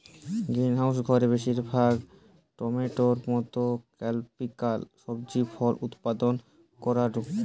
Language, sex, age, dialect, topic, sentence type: Bengali, male, 18-24, Western, agriculture, statement